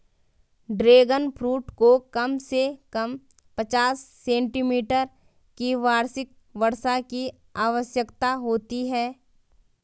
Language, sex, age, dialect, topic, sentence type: Hindi, female, 18-24, Garhwali, agriculture, statement